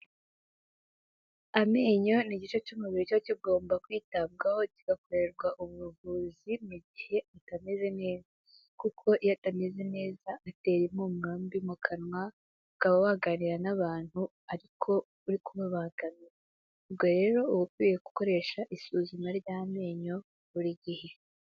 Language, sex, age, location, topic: Kinyarwanda, female, 18-24, Kigali, health